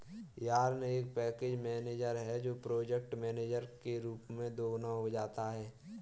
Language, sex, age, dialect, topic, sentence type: Hindi, female, 18-24, Kanauji Braj Bhasha, agriculture, statement